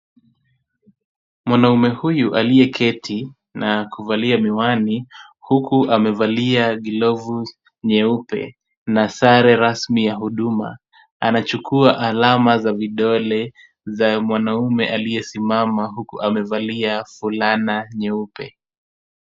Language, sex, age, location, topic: Swahili, male, 25-35, Kisumu, government